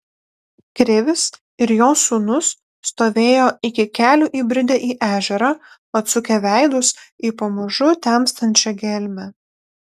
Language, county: Lithuanian, Panevėžys